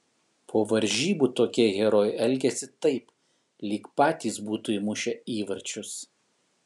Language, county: Lithuanian, Kaunas